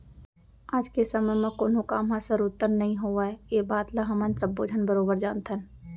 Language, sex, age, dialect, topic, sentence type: Chhattisgarhi, female, 18-24, Central, banking, statement